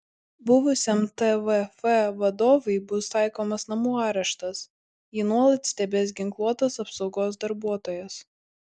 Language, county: Lithuanian, Kaunas